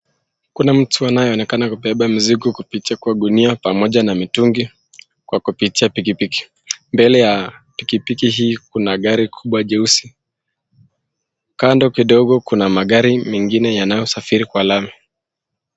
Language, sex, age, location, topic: Swahili, male, 18-24, Nakuru, agriculture